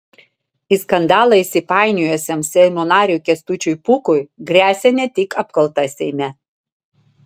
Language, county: Lithuanian, Vilnius